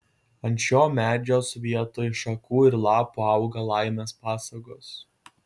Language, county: Lithuanian, Kaunas